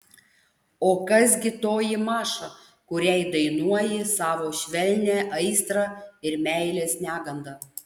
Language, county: Lithuanian, Panevėžys